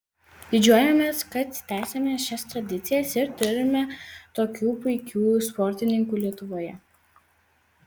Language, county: Lithuanian, Vilnius